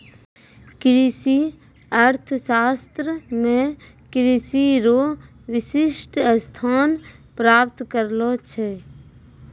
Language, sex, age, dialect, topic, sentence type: Maithili, female, 25-30, Angika, agriculture, statement